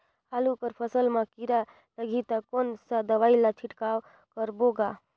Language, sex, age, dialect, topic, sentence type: Chhattisgarhi, female, 25-30, Northern/Bhandar, agriculture, question